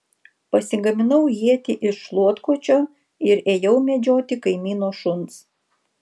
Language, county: Lithuanian, Vilnius